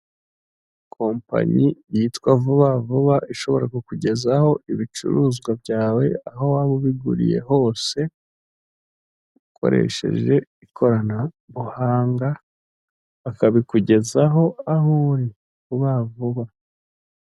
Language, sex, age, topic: Kinyarwanda, male, 25-35, finance